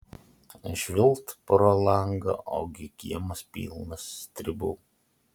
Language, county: Lithuanian, Utena